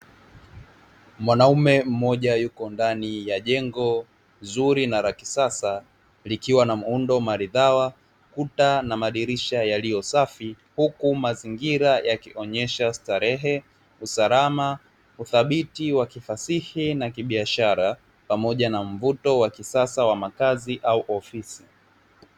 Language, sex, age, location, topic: Swahili, male, 18-24, Dar es Salaam, finance